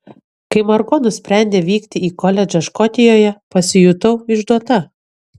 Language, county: Lithuanian, Kaunas